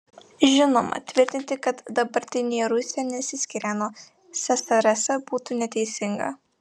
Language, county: Lithuanian, Vilnius